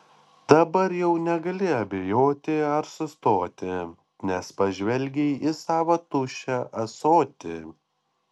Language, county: Lithuanian, Panevėžys